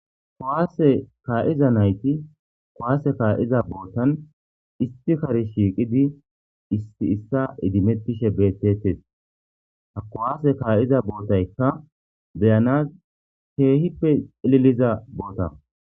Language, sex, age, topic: Gamo, male, 25-35, government